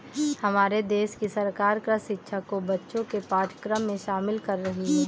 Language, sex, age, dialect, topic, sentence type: Hindi, female, 18-24, Kanauji Braj Bhasha, agriculture, statement